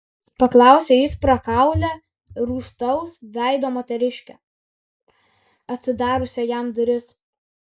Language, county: Lithuanian, Kaunas